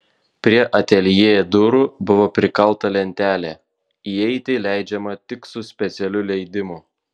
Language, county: Lithuanian, Vilnius